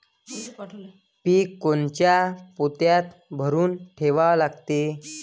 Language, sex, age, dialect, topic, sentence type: Marathi, male, 25-30, Varhadi, agriculture, question